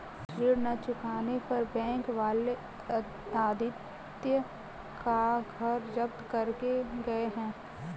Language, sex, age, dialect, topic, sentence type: Hindi, female, 18-24, Kanauji Braj Bhasha, banking, statement